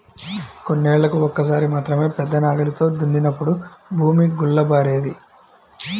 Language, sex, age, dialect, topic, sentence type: Telugu, male, 25-30, Central/Coastal, agriculture, statement